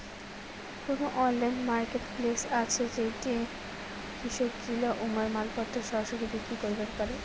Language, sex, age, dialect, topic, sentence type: Bengali, female, 25-30, Rajbangshi, agriculture, statement